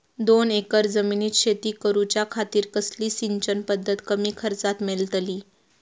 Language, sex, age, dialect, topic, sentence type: Marathi, female, 18-24, Southern Konkan, agriculture, question